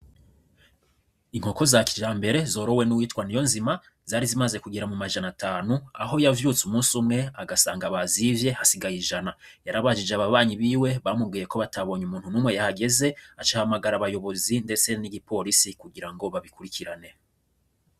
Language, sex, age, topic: Rundi, male, 25-35, agriculture